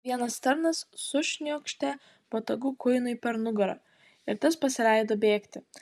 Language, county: Lithuanian, Utena